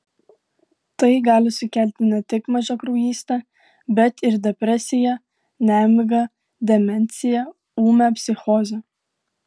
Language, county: Lithuanian, Klaipėda